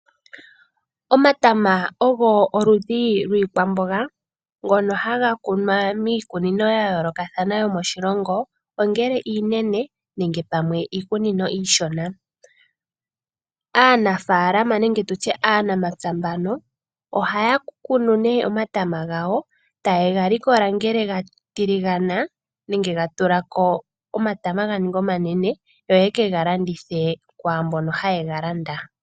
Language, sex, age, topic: Oshiwambo, female, 18-24, agriculture